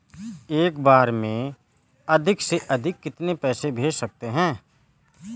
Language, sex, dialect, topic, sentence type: Hindi, male, Kanauji Braj Bhasha, banking, question